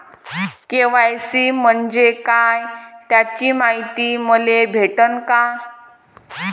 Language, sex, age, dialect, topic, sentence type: Marathi, female, 18-24, Varhadi, banking, question